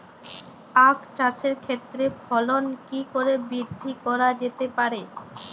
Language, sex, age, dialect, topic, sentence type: Bengali, female, 18-24, Jharkhandi, agriculture, question